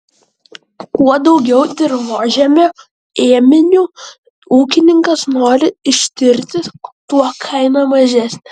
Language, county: Lithuanian, Vilnius